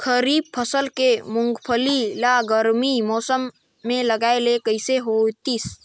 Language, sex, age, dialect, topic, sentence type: Chhattisgarhi, male, 25-30, Northern/Bhandar, agriculture, question